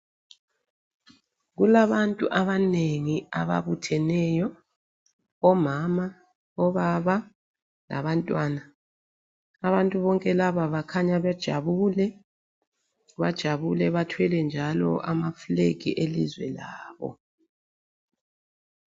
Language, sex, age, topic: North Ndebele, female, 36-49, health